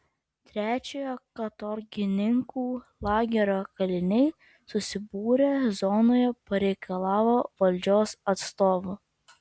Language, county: Lithuanian, Vilnius